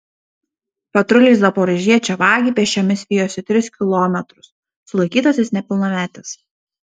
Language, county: Lithuanian, Šiauliai